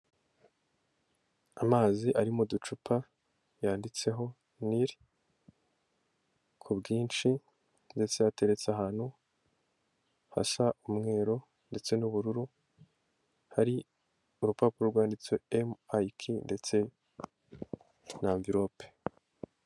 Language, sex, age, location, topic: Kinyarwanda, male, 18-24, Kigali, finance